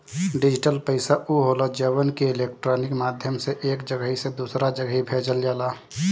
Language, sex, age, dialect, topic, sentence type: Bhojpuri, male, 25-30, Northern, banking, statement